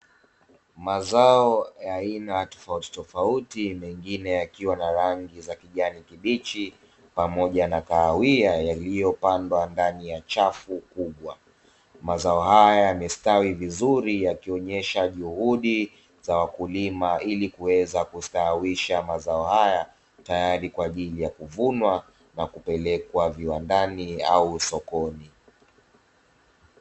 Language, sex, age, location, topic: Swahili, male, 25-35, Dar es Salaam, agriculture